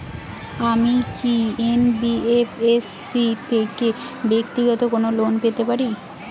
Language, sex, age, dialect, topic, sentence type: Bengali, female, 18-24, Rajbangshi, banking, question